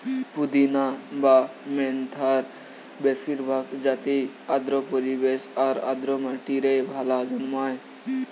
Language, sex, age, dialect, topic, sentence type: Bengali, male, 18-24, Western, agriculture, statement